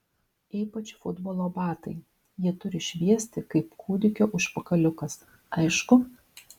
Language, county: Lithuanian, Vilnius